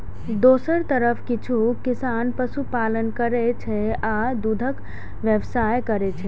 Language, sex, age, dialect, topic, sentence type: Maithili, female, 18-24, Eastern / Thethi, agriculture, statement